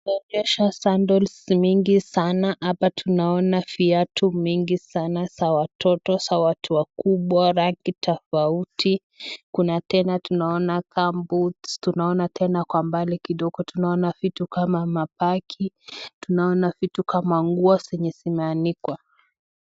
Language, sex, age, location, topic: Swahili, female, 18-24, Nakuru, finance